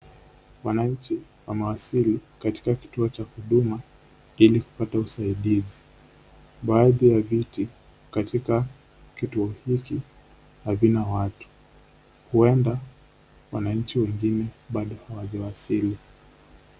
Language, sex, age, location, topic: Swahili, male, 18-24, Kisumu, government